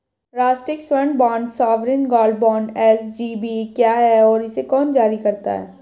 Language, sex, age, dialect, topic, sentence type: Hindi, female, 18-24, Hindustani Malvi Khadi Boli, banking, question